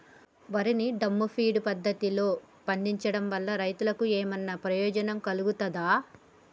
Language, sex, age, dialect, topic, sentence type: Telugu, female, 25-30, Telangana, agriculture, question